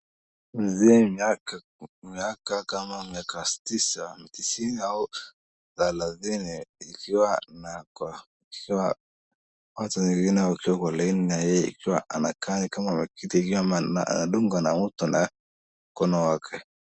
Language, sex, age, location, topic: Swahili, male, 18-24, Wajir, health